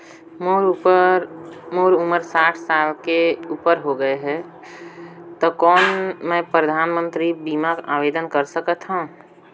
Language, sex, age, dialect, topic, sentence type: Chhattisgarhi, female, 25-30, Northern/Bhandar, banking, question